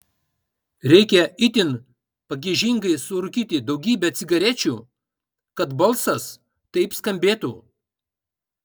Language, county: Lithuanian, Kaunas